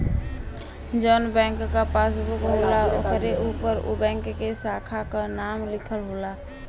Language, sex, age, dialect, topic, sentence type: Bhojpuri, female, 25-30, Western, banking, statement